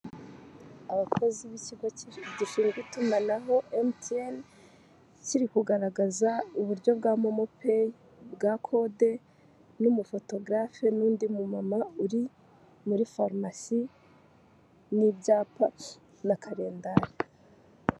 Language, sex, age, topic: Kinyarwanda, female, 18-24, finance